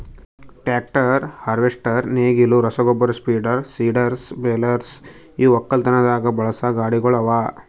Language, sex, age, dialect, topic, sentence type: Kannada, male, 18-24, Northeastern, agriculture, statement